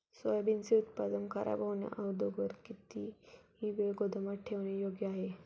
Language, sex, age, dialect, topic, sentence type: Marathi, female, 18-24, Standard Marathi, agriculture, question